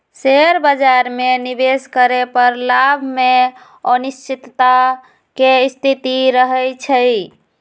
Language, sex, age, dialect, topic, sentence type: Magahi, female, 25-30, Western, banking, statement